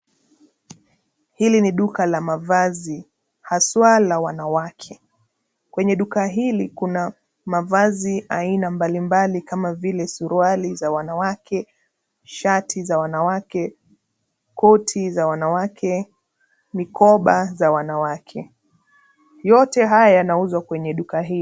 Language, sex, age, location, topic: Swahili, female, 25-35, Nairobi, finance